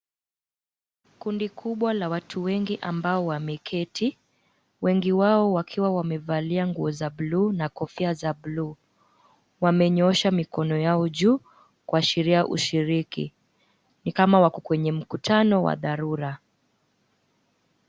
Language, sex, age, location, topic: Swahili, female, 25-35, Kisumu, government